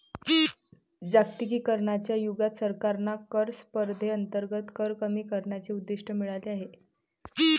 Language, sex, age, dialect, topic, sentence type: Marathi, female, 18-24, Varhadi, banking, statement